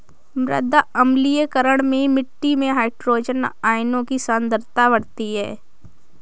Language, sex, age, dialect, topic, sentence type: Hindi, female, 25-30, Awadhi Bundeli, agriculture, statement